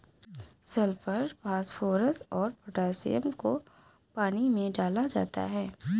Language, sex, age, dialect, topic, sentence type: Hindi, female, 18-24, Awadhi Bundeli, agriculture, statement